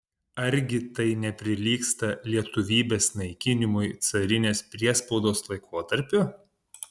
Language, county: Lithuanian, Panevėžys